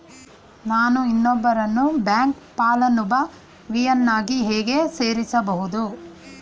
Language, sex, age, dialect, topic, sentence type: Kannada, female, 41-45, Mysore Kannada, banking, question